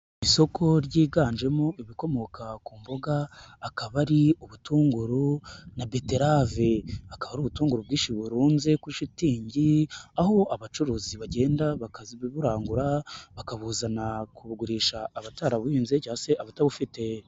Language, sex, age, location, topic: Kinyarwanda, male, 18-24, Nyagatare, finance